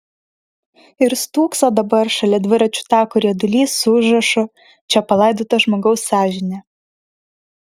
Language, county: Lithuanian, Vilnius